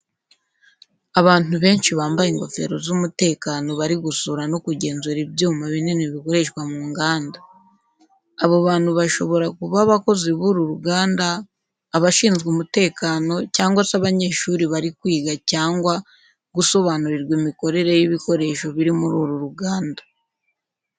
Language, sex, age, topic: Kinyarwanda, female, 18-24, education